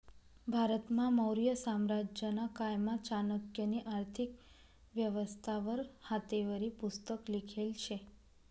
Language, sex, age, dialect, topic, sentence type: Marathi, female, 25-30, Northern Konkan, banking, statement